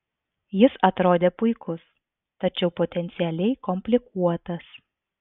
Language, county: Lithuanian, Vilnius